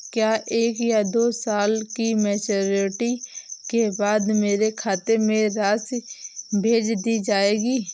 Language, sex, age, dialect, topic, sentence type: Hindi, female, 18-24, Awadhi Bundeli, banking, question